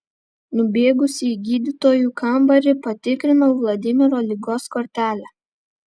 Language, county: Lithuanian, Vilnius